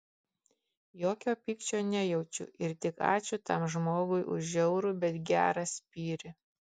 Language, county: Lithuanian, Kaunas